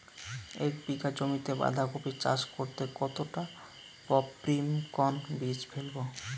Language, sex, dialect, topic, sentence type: Bengali, male, Rajbangshi, agriculture, question